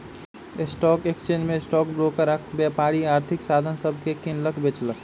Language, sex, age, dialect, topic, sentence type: Magahi, male, 25-30, Western, banking, statement